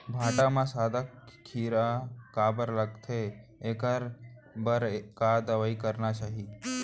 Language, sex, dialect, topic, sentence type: Chhattisgarhi, male, Central, agriculture, question